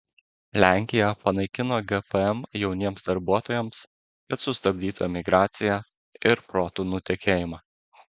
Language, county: Lithuanian, Klaipėda